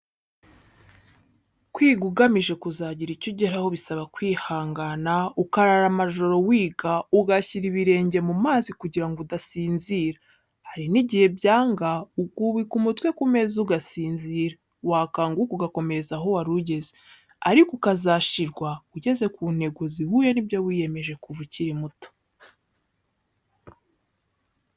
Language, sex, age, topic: Kinyarwanda, female, 18-24, education